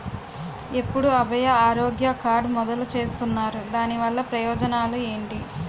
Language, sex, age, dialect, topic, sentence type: Telugu, female, 18-24, Utterandhra, banking, question